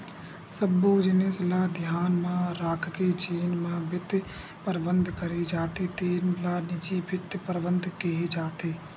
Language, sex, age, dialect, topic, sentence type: Chhattisgarhi, male, 56-60, Western/Budati/Khatahi, banking, statement